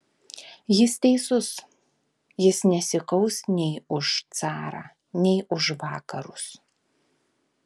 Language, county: Lithuanian, Vilnius